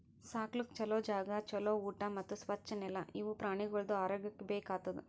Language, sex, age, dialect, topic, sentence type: Kannada, female, 18-24, Northeastern, agriculture, statement